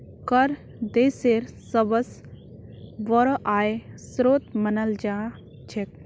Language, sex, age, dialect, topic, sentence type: Magahi, female, 18-24, Northeastern/Surjapuri, banking, statement